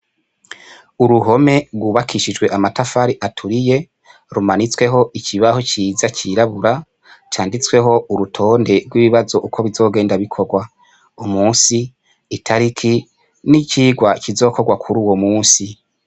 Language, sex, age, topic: Rundi, male, 25-35, education